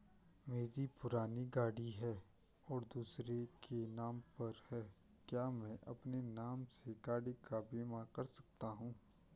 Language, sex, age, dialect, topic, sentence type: Hindi, male, 25-30, Garhwali, banking, question